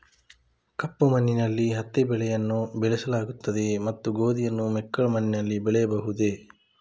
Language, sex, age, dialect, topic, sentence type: Kannada, male, 25-30, Coastal/Dakshin, agriculture, question